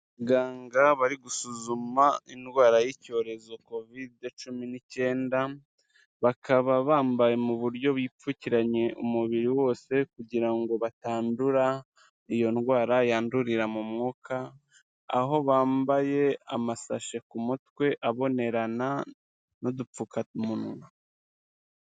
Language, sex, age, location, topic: Kinyarwanda, male, 36-49, Kigali, health